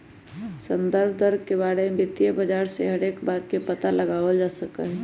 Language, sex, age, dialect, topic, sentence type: Magahi, male, 18-24, Western, banking, statement